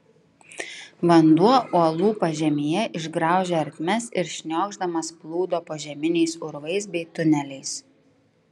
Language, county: Lithuanian, Klaipėda